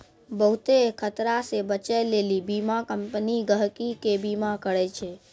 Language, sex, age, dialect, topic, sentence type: Maithili, male, 46-50, Angika, banking, statement